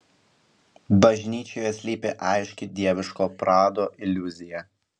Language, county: Lithuanian, Šiauliai